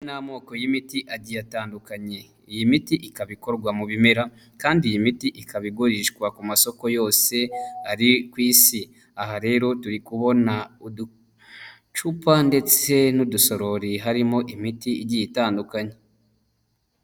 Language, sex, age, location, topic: Kinyarwanda, male, 25-35, Huye, health